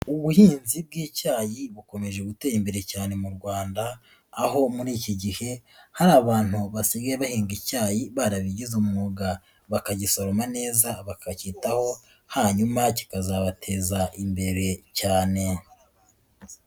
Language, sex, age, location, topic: Kinyarwanda, female, 18-24, Nyagatare, agriculture